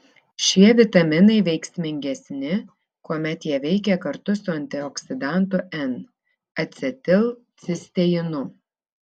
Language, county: Lithuanian, Vilnius